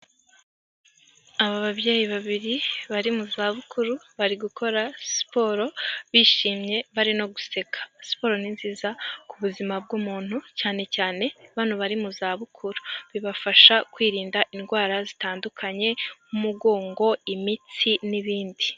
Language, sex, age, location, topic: Kinyarwanda, female, 18-24, Huye, health